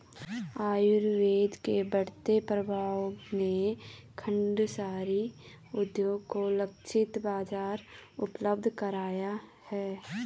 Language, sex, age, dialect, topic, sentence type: Hindi, female, 25-30, Garhwali, banking, statement